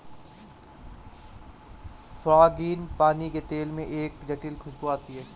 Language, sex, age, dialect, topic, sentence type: Hindi, male, 25-30, Marwari Dhudhari, agriculture, statement